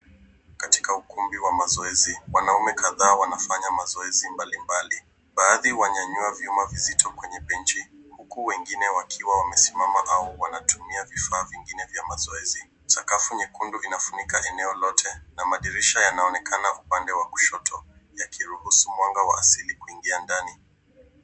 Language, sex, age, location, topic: Swahili, male, 18-24, Nairobi, education